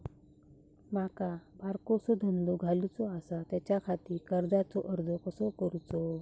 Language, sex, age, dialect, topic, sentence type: Marathi, female, 18-24, Southern Konkan, banking, question